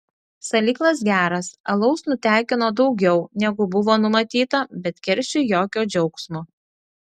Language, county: Lithuanian, Klaipėda